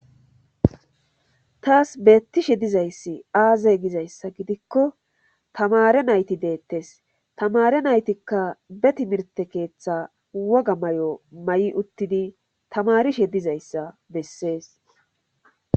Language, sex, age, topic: Gamo, female, 25-35, government